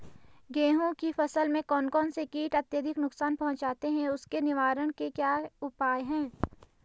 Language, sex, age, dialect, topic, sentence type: Hindi, female, 18-24, Garhwali, agriculture, question